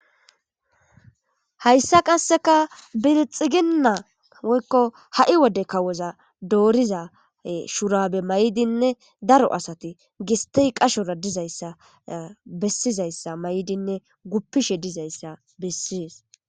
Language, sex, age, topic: Gamo, female, 25-35, government